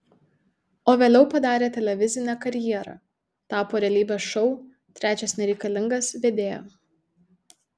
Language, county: Lithuanian, Tauragė